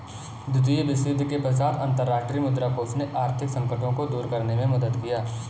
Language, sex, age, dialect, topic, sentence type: Hindi, male, 18-24, Kanauji Braj Bhasha, banking, statement